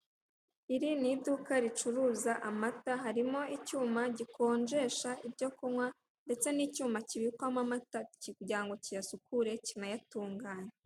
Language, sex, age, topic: Kinyarwanda, female, 18-24, finance